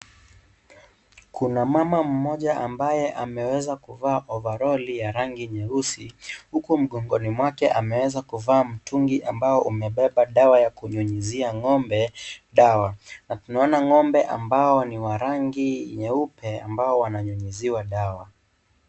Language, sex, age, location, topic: Swahili, male, 18-24, Kisii, agriculture